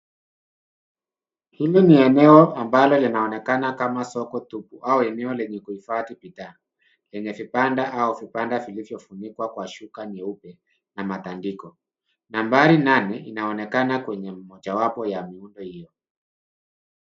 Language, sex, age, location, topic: Swahili, male, 50+, Nairobi, finance